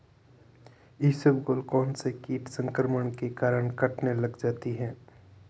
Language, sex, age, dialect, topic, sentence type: Hindi, male, 46-50, Marwari Dhudhari, agriculture, question